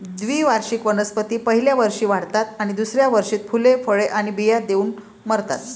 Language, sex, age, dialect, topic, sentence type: Marathi, female, 56-60, Varhadi, agriculture, statement